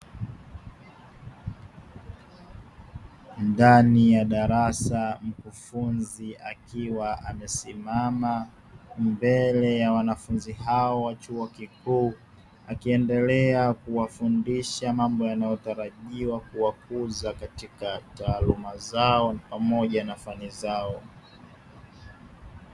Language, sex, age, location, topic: Swahili, male, 18-24, Dar es Salaam, education